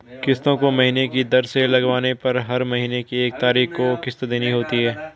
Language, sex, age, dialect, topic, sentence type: Hindi, male, 56-60, Garhwali, banking, statement